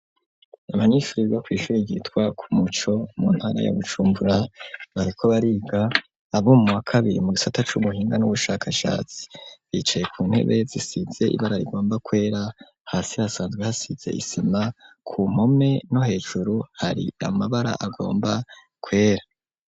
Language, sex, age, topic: Rundi, male, 25-35, education